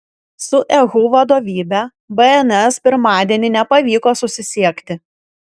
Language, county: Lithuanian, Kaunas